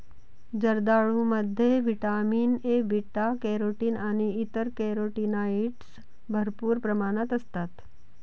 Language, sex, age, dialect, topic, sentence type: Marathi, female, 41-45, Varhadi, agriculture, statement